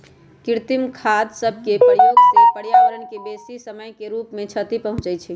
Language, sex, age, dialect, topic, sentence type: Magahi, female, 31-35, Western, agriculture, statement